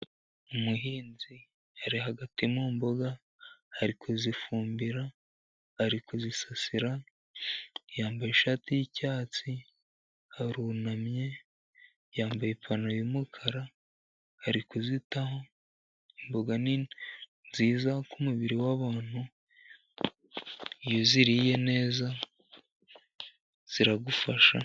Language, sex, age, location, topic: Kinyarwanda, male, 50+, Musanze, agriculture